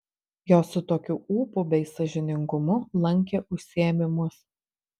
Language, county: Lithuanian, Panevėžys